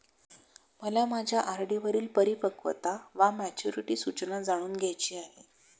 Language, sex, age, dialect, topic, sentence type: Marathi, female, 56-60, Standard Marathi, banking, statement